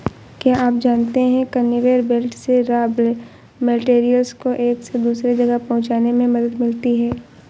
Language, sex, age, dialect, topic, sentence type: Hindi, female, 18-24, Awadhi Bundeli, agriculture, statement